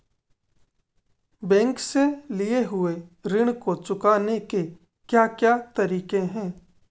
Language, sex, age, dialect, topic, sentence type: Hindi, male, 18-24, Marwari Dhudhari, banking, question